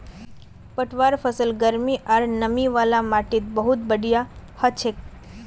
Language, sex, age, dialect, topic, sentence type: Magahi, female, 25-30, Northeastern/Surjapuri, agriculture, statement